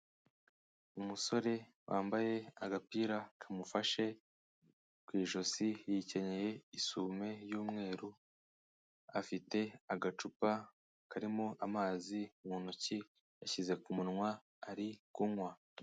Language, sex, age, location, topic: Kinyarwanda, male, 18-24, Kigali, health